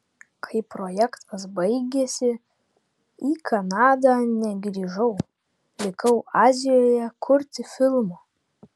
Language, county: Lithuanian, Vilnius